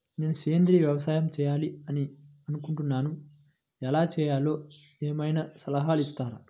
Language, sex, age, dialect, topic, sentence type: Telugu, male, 25-30, Central/Coastal, agriculture, question